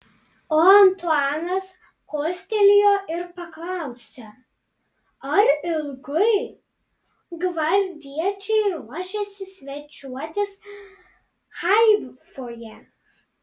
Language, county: Lithuanian, Panevėžys